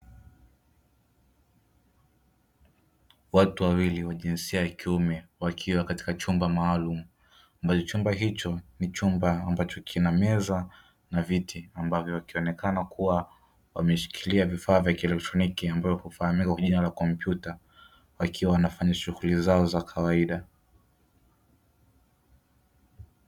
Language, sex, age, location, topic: Swahili, male, 25-35, Dar es Salaam, education